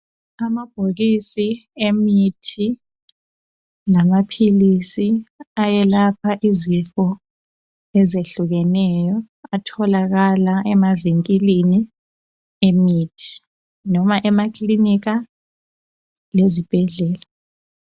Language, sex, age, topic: North Ndebele, female, 25-35, health